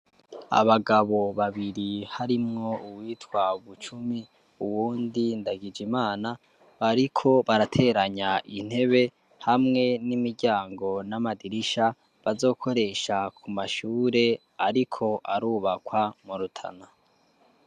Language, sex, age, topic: Rundi, male, 18-24, education